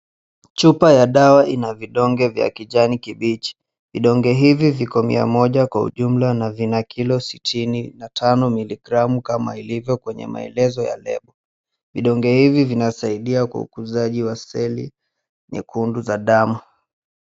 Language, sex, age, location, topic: Swahili, male, 18-24, Mombasa, health